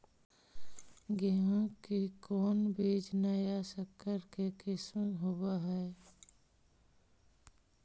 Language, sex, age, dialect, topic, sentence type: Magahi, female, 18-24, Central/Standard, agriculture, question